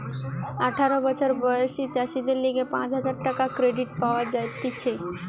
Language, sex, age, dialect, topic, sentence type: Bengali, female, 18-24, Western, agriculture, statement